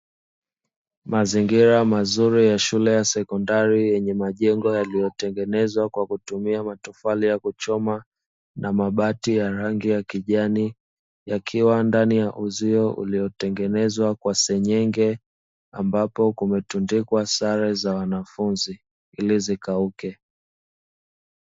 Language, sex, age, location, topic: Swahili, male, 25-35, Dar es Salaam, education